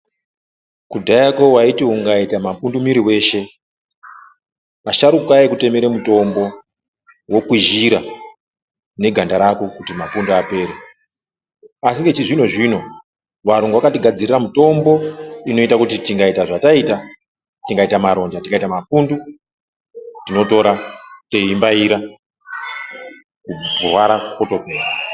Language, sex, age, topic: Ndau, male, 36-49, health